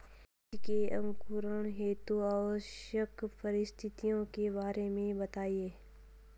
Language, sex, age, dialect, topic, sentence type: Hindi, female, 46-50, Hindustani Malvi Khadi Boli, agriculture, question